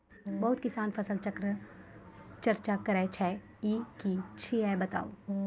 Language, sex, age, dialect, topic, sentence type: Maithili, female, 25-30, Angika, agriculture, question